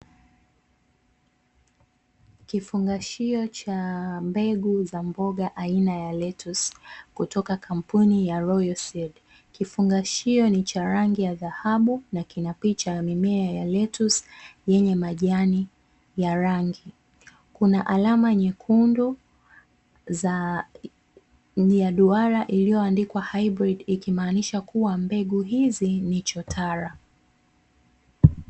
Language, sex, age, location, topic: Swahili, female, 25-35, Dar es Salaam, agriculture